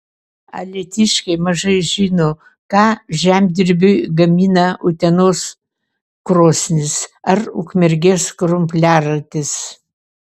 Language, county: Lithuanian, Vilnius